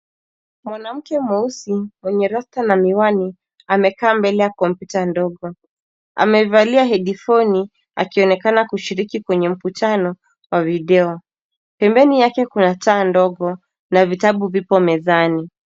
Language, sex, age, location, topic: Swahili, female, 18-24, Nairobi, education